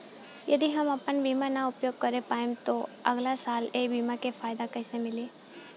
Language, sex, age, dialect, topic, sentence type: Bhojpuri, female, 18-24, Southern / Standard, banking, question